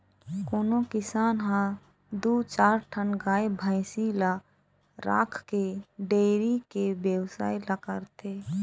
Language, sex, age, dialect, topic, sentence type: Chhattisgarhi, female, 25-30, Eastern, agriculture, statement